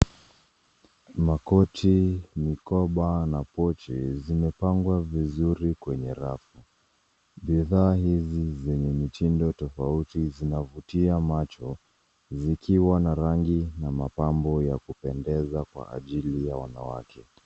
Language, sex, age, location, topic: Swahili, female, 18-24, Nairobi, finance